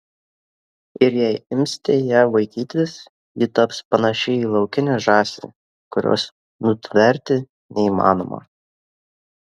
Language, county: Lithuanian, Kaunas